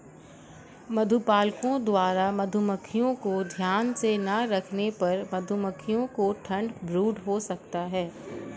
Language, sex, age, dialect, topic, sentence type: Hindi, female, 56-60, Marwari Dhudhari, agriculture, statement